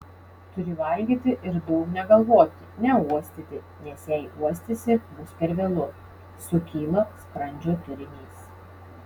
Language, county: Lithuanian, Šiauliai